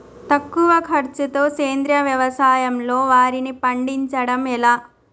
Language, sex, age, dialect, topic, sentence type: Telugu, female, 25-30, Telangana, agriculture, question